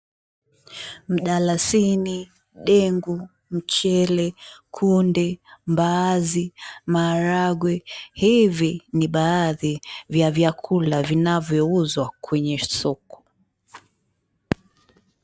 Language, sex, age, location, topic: Swahili, female, 36-49, Mombasa, agriculture